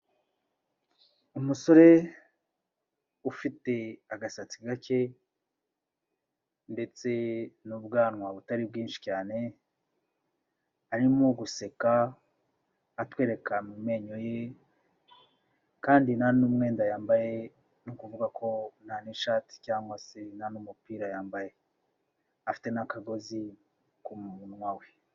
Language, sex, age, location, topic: Kinyarwanda, male, 36-49, Kigali, health